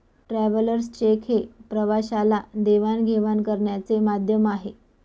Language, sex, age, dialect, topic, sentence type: Marathi, female, 25-30, Northern Konkan, banking, statement